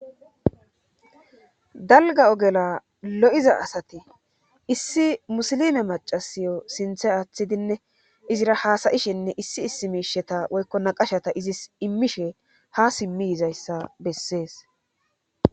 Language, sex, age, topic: Gamo, female, 25-35, government